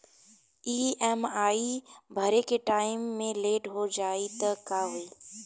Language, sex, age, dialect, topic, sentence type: Bhojpuri, female, 18-24, Southern / Standard, banking, question